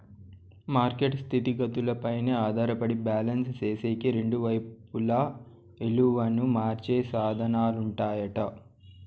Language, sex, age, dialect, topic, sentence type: Telugu, male, 25-30, Southern, banking, statement